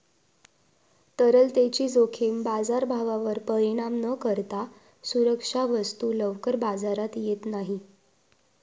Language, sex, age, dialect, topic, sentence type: Marathi, female, 18-24, Southern Konkan, banking, statement